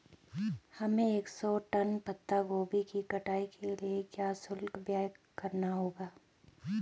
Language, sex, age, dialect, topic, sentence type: Hindi, female, 18-24, Garhwali, agriculture, question